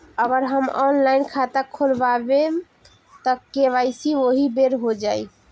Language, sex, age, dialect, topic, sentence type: Bhojpuri, female, 18-24, Northern, banking, question